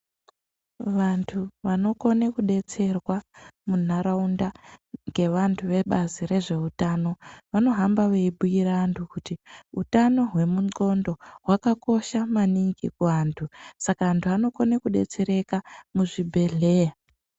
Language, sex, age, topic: Ndau, female, 18-24, health